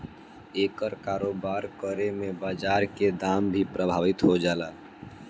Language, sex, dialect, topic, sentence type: Bhojpuri, male, Southern / Standard, banking, statement